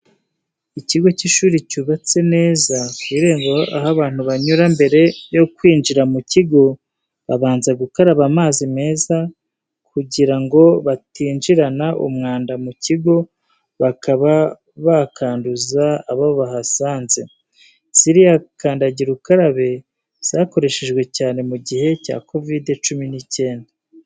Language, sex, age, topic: Kinyarwanda, male, 36-49, education